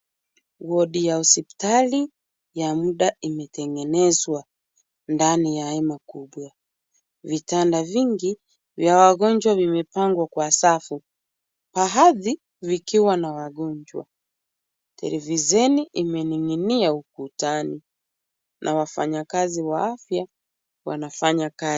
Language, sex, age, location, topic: Swahili, female, 36-49, Kisumu, health